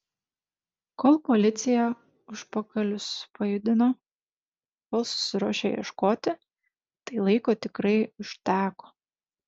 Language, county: Lithuanian, Šiauliai